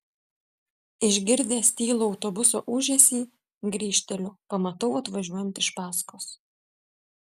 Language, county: Lithuanian, Vilnius